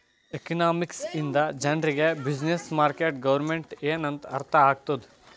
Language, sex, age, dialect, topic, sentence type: Kannada, male, 18-24, Northeastern, banking, statement